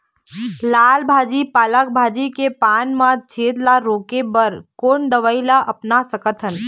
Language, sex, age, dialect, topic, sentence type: Chhattisgarhi, female, 18-24, Eastern, agriculture, question